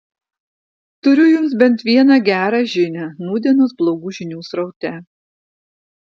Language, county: Lithuanian, Vilnius